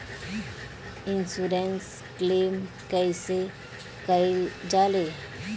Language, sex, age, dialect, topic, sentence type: Bhojpuri, female, 36-40, Northern, banking, question